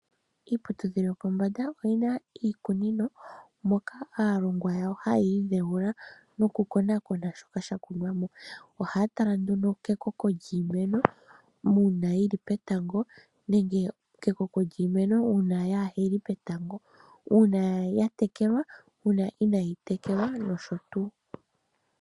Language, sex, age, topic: Oshiwambo, female, 25-35, agriculture